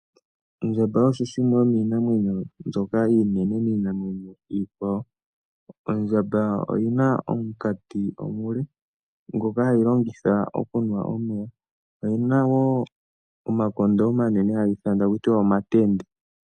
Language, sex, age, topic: Oshiwambo, male, 18-24, agriculture